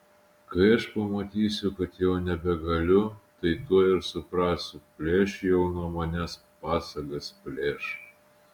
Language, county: Lithuanian, Utena